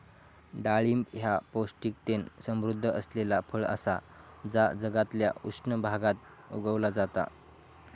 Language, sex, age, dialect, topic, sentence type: Marathi, male, 41-45, Southern Konkan, agriculture, statement